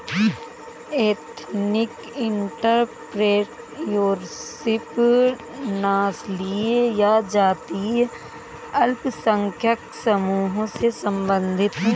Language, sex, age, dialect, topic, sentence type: Hindi, female, 18-24, Awadhi Bundeli, banking, statement